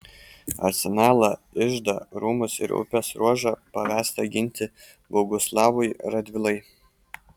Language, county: Lithuanian, Kaunas